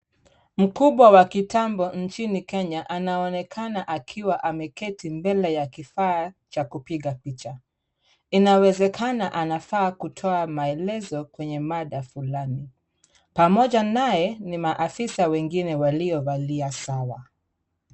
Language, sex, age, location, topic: Swahili, female, 36-49, Kisumu, government